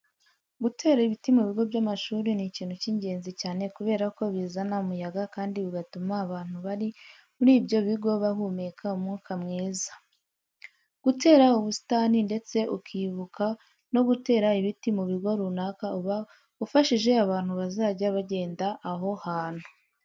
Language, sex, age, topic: Kinyarwanda, female, 25-35, education